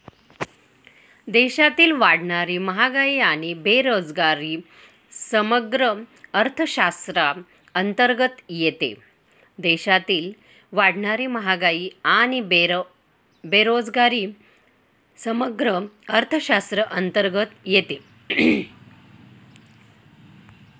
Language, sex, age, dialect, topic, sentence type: Marathi, female, 18-24, Northern Konkan, banking, statement